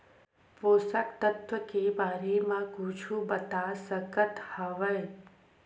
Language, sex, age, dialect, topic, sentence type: Chhattisgarhi, female, 25-30, Western/Budati/Khatahi, agriculture, question